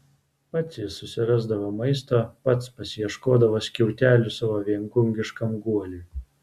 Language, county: Lithuanian, Vilnius